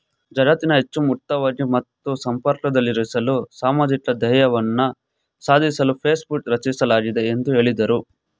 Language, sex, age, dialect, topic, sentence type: Kannada, male, 18-24, Mysore Kannada, banking, statement